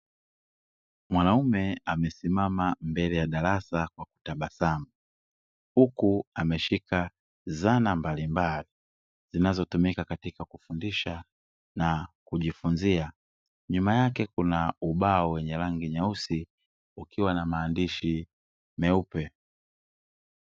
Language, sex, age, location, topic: Swahili, male, 25-35, Dar es Salaam, education